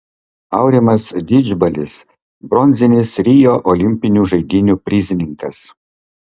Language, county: Lithuanian, Kaunas